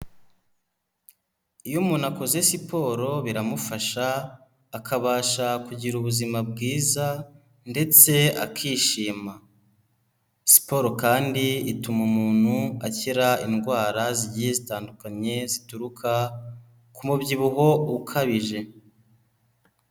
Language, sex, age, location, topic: Kinyarwanda, male, 18-24, Kigali, health